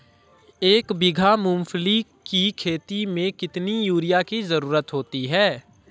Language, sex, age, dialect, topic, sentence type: Hindi, female, 18-24, Marwari Dhudhari, agriculture, question